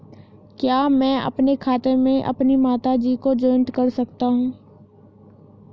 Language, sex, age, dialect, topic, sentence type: Hindi, female, 18-24, Hindustani Malvi Khadi Boli, banking, question